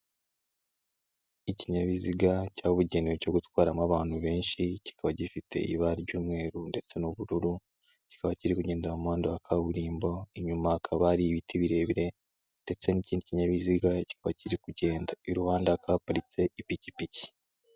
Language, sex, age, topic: Kinyarwanda, male, 18-24, government